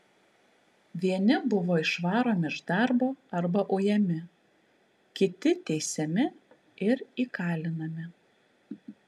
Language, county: Lithuanian, Kaunas